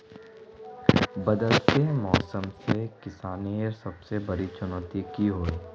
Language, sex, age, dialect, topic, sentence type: Magahi, male, 18-24, Northeastern/Surjapuri, agriculture, question